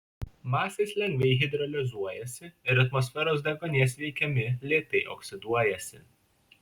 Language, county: Lithuanian, Šiauliai